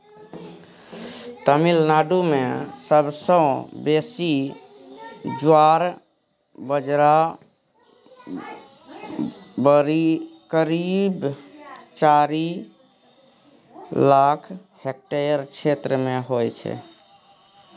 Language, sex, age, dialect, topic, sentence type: Maithili, male, 36-40, Bajjika, agriculture, statement